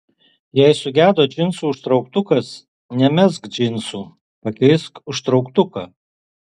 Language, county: Lithuanian, Alytus